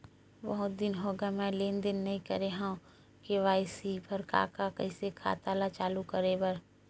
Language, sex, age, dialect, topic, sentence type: Chhattisgarhi, female, 51-55, Western/Budati/Khatahi, banking, question